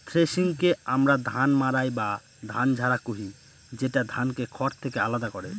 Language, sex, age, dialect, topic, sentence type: Bengali, male, 18-24, Northern/Varendri, agriculture, statement